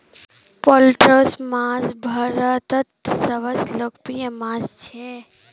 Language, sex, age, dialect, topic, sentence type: Magahi, female, 18-24, Northeastern/Surjapuri, agriculture, statement